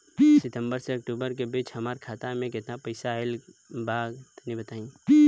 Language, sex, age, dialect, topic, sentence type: Bhojpuri, male, 18-24, Southern / Standard, banking, question